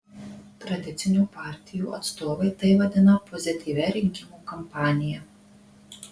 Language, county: Lithuanian, Marijampolė